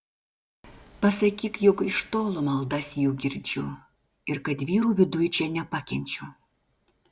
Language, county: Lithuanian, Klaipėda